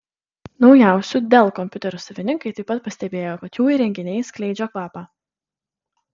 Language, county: Lithuanian, Kaunas